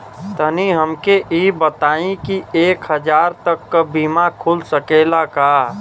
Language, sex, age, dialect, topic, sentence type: Bhojpuri, male, 25-30, Western, banking, question